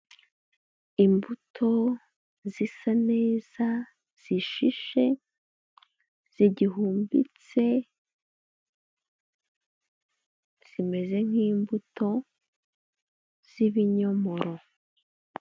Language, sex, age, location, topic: Kinyarwanda, female, 18-24, Huye, agriculture